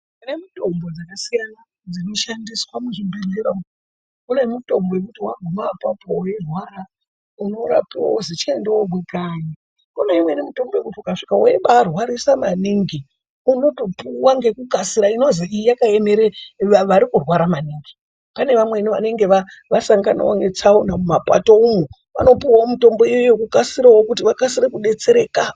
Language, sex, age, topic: Ndau, female, 36-49, health